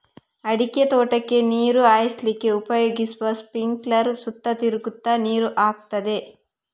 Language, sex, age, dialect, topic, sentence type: Kannada, female, 41-45, Coastal/Dakshin, agriculture, statement